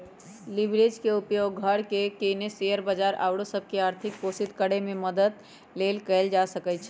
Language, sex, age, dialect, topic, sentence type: Magahi, female, 31-35, Western, banking, statement